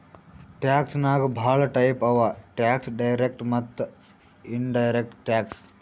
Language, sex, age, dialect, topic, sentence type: Kannada, male, 18-24, Northeastern, banking, statement